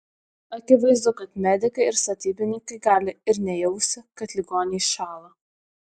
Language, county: Lithuanian, Vilnius